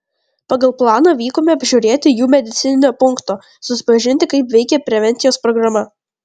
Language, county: Lithuanian, Vilnius